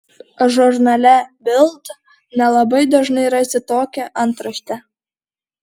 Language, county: Lithuanian, Alytus